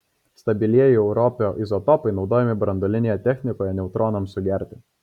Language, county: Lithuanian, Kaunas